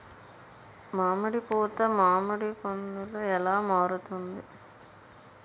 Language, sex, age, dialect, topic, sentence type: Telugu, female, 41-45, Utterandhra, agriculture, question